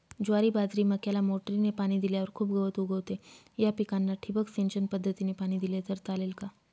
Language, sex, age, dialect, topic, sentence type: Marathi, female, 36-40, Northern Konkan, agriculture, question